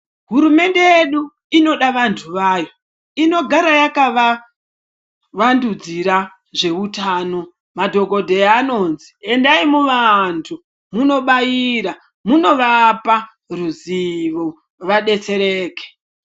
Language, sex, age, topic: Ndau, female, 25-35, health